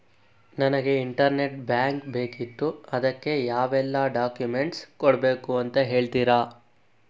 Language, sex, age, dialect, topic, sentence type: Kannada, male, 41-45, Coastal/Dakshin, banking, question